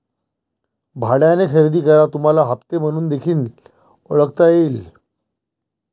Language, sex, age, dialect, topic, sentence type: Marathi, male, 41-45, Varhadi, banking, statement